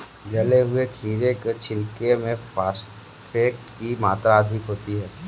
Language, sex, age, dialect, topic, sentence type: Hindi, male, 46-50, Kanauji Braj Bhasha, agriculture, statement